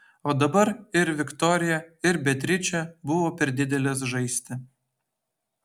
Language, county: Lithuanian, Utena